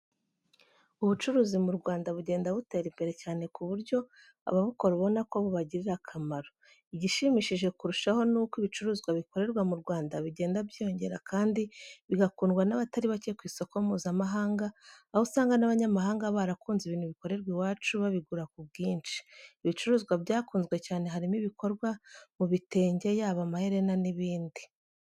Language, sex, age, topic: Kinyarwanda, female, 25-35, education